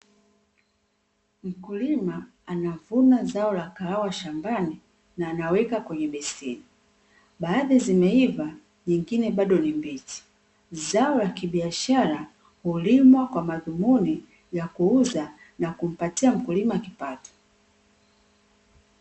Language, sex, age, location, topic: Swahili, female, 36-49, Dar es Salaam, agriculture